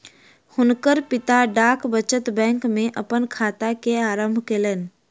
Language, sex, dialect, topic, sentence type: Maithili, female, Southern/Standard, banking, statement